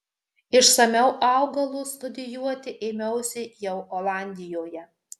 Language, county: Lithuanian, Marijampolė